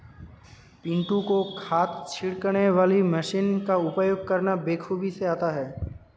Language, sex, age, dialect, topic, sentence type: Hindi, male, 18-24, Hindustani Malvi Khadi Boli, agriculture, statement